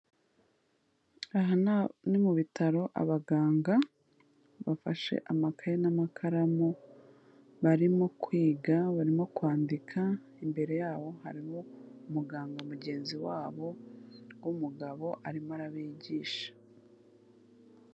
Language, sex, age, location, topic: Kinyarwanda, female, 25-35, Kigali, health